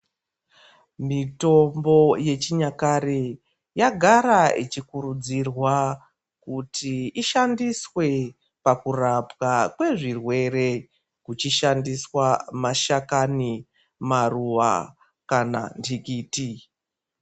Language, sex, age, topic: Ndau, female, 36-49, health